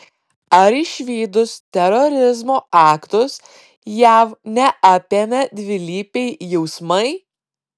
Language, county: Lithuanian, Klaipėda